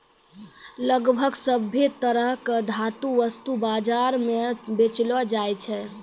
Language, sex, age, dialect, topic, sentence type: Maithili, female, 36-40, Angika, banking, statement